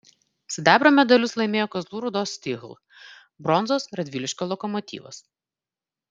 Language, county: Lithuanian, Vilnius